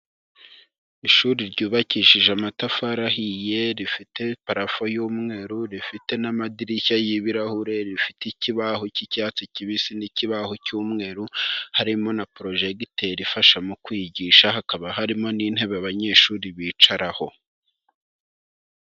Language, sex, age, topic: Kinyarwanda, male, 25-35, education